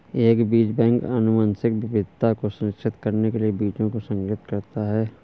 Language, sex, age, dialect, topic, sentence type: Hindi, male, 25-30, Awadhi Bundeli, agriculture, statement